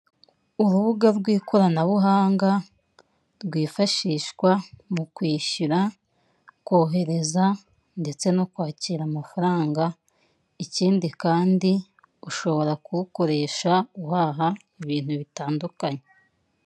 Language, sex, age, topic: Kinyarwanda, female, 25-35, finance